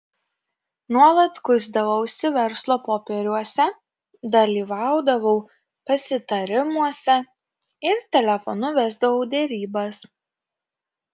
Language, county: Lithuanian, Kaunas